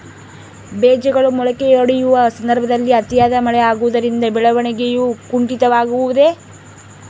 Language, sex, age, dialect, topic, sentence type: Kannada, female, 18-24, Central, agriculture, question